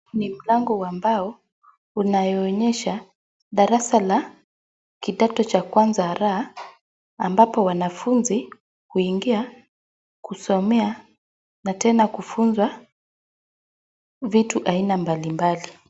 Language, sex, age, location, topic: Swahili, female, 25-35, Wajir, education